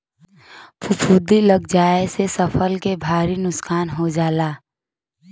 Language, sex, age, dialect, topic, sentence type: Bhojpuri, female, 18-24, Western, agriculture, statement